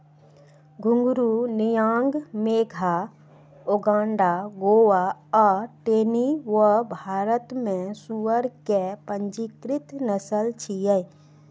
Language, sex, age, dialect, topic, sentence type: Maithili, female, 31-35, Eastern / Thethi, agriculture, statement